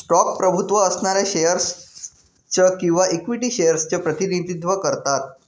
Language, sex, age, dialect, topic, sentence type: Marathi, male, 18-24, Northern Konkan, banking, statement